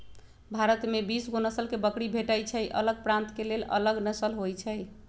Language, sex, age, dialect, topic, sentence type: Magahi, female, 25-30, Western, agriculture, statement